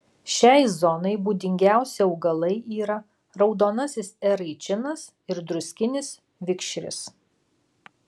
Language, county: Lithuanian, Alytus